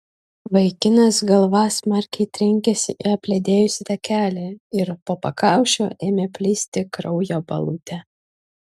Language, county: Lithuanian, Utena